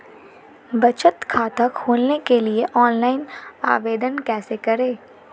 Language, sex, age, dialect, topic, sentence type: Hindi, female, 18-24, Marwari Dhudhari, banking, question